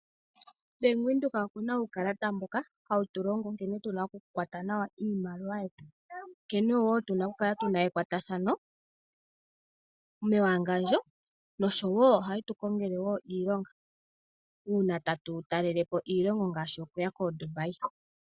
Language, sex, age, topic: Oshiwambo, female, 18-24, finance